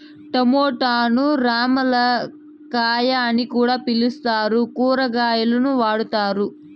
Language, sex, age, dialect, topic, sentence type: Telugu, female, 25-30, Southern, agriculture, statement